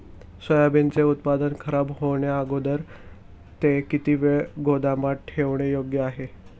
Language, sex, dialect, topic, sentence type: Marathi, male, Standard Marathi, agriculture, question